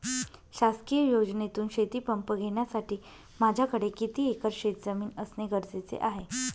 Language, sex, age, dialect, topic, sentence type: Marathi, female, 41-45, Northern Konkan, agriculture, question